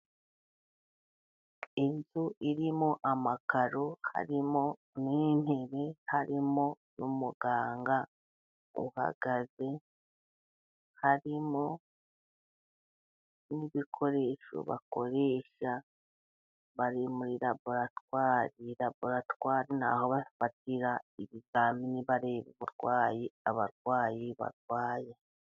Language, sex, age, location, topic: Kinyarwanda, female, 36-49, Burera, education